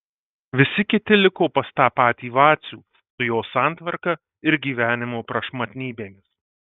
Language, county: Lithuanian, Marijampolė